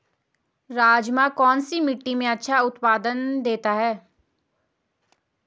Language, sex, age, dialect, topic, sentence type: Hindi, female, 18-24, Garhwali, agriculture, question